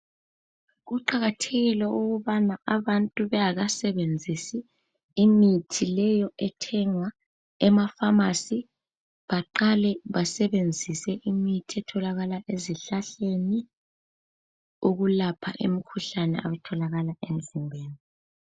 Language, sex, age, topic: North Ndebele, female, 18-24, health